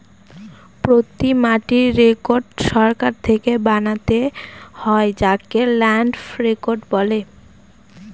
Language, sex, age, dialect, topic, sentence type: Bengali, female, 18-24, Northern/Varendri, agriculture, statement